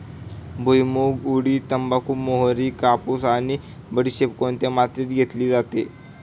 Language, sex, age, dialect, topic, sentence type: Marathi, male, 18-24, Standard Marathi, agriculture, question